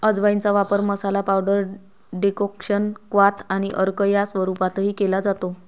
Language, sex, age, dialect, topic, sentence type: Marathi, female, 25-30, Varhadi, agriculture, statement